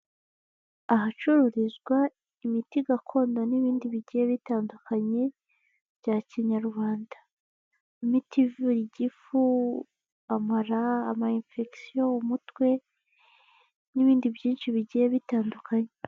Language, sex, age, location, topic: Kinyarwanda, female, 25-35, Kigali, health